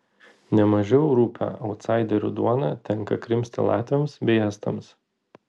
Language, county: Lithuanian, Vilnius